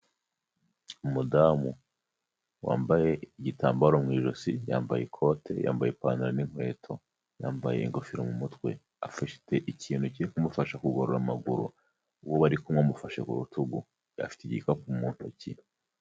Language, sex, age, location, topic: Kinyarwanda, male, 25-35, Huye, health